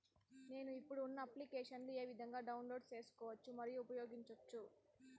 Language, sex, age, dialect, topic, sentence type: Telugu, male, 18-24, Southern, banking, question